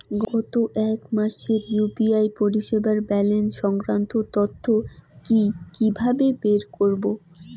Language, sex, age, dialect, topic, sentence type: Bengali, female, 18-24, Rajbangshi, banking, question